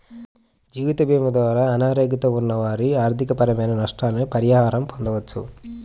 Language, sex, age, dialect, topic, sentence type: Telugu, male, 41-45, Central/Coastal, banking, statement